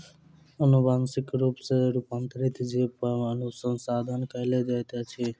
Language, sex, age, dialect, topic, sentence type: Maithili, male, 18-24, Southern/Standard, agriculture, statement